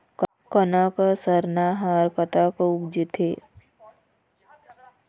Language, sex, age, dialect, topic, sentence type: Chhattisgarhi, female, 25-30, Eastern, agriculture, question